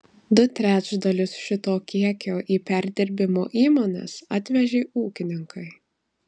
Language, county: Lithuanian, Marijampolė